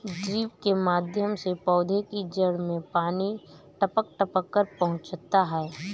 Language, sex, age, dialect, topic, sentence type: Hindi, female, 31-35, Awadhi Bundeli, agriculture, statement